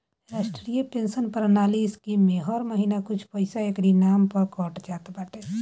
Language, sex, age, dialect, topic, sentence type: Bhojpuri, male, 18-24, Northern, banking, statement